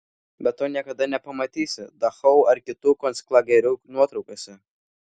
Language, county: Lithuanian, Vilnius